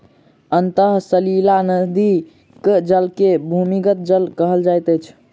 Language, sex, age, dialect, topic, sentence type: Maithili, male, 46-50, Southern/Standard, agriculture, statement